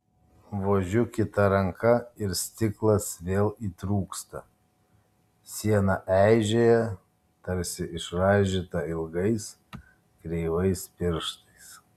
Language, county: Lithuanian, Kaunas